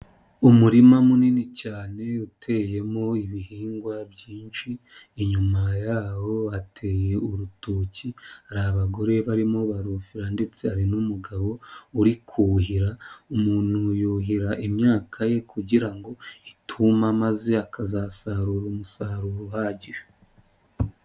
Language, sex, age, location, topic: Kinyarwanda, female, 25-35, Nyagatare, agriculture